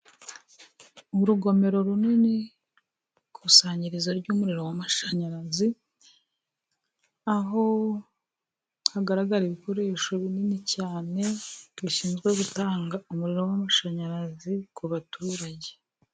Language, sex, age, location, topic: Kinyarwanda, female, 36-49, Musanze, government